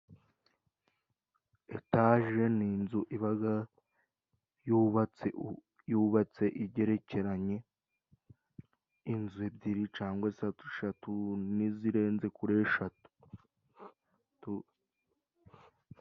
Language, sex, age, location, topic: Kinyarwanda, male, 25-35, Musanze, government